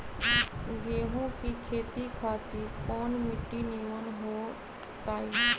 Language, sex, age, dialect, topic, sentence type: Magahi, female, 31-35, Western, agriculture, question